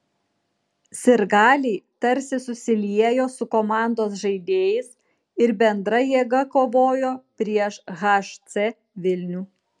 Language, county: Lithuanian, Kaunas